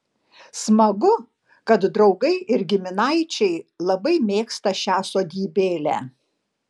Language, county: Lithuanian, Panevėžys